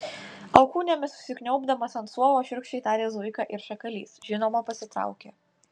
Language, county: Lithuanian, Utena